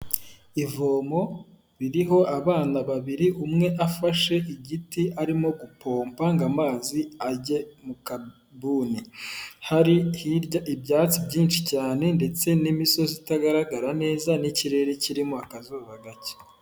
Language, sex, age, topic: Kinyarwanda, male, 18-24, health